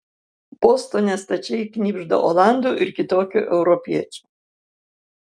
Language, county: Lithuanian, Kaunas